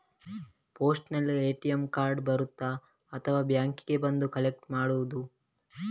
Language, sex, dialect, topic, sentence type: Kannada, male, Coastal/Dakshin, banking, question